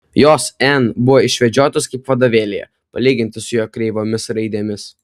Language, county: Lithuanian, Kaunas